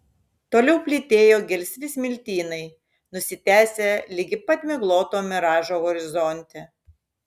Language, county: Lithuanian, Šiauliai